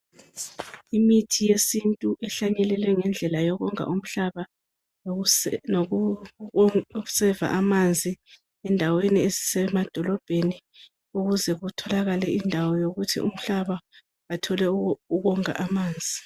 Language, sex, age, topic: North Ndebele, female, 25-35, health